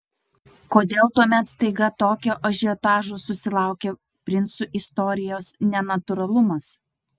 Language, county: Lithuanian, Utena